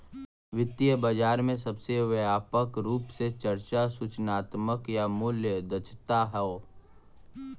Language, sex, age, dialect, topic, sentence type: Bhojpuri, male, 18-24, Western, banking, statement